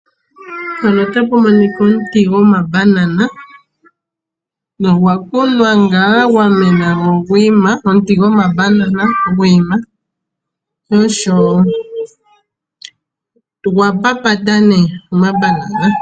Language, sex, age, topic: Oshiwambo, female, 25-35, agriculture